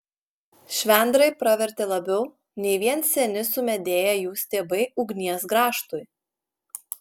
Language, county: Lithuanian, Klaipėda